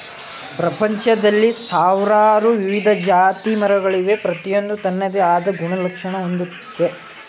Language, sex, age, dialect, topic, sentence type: Kannada, male, 18-24, Mysore Kannada, agriculture, statement